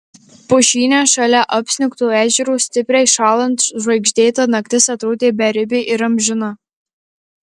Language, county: Lithuanian, Marijampolė